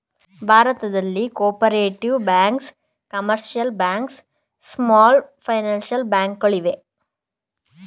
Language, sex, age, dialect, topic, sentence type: Kannada, male, 41-45, Mysore Kannada, banking, statement